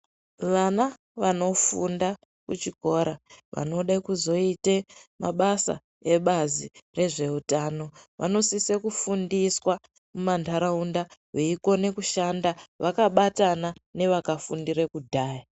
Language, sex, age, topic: Ndau, female, 25-35, health